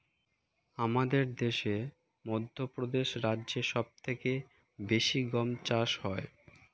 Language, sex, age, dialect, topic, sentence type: Bengali, male, 25-30, Standard Colloquial, agriculture, statement